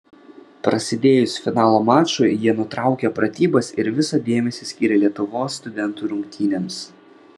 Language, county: Lithuanian, Vilnius